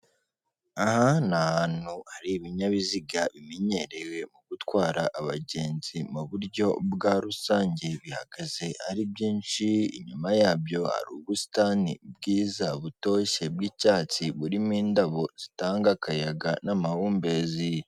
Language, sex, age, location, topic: Kinyarwanda, female, 18-24, Kigali, government